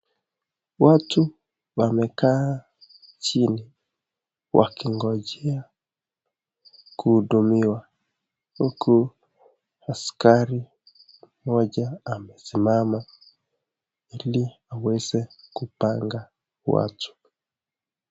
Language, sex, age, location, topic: Swahili, male, 25-35, Nakuru, government